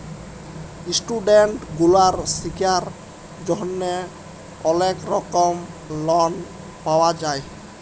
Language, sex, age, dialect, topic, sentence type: Bengali, male, 18-24, Jharkhandi, banking, statement